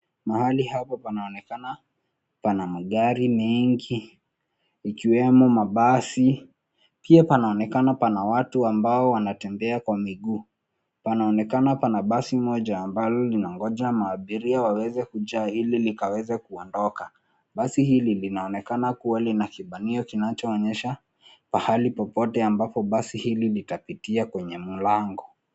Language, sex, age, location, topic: Swahili, male, 18-24, Nairobi, government